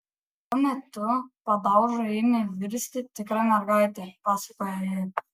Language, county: Lithuanian, Kaunas